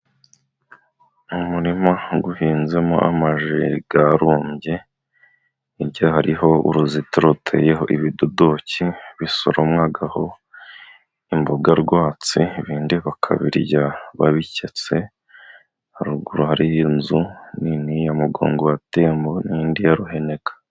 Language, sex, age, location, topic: Kinyarwanda, male, 25-35, Musanze, agriculture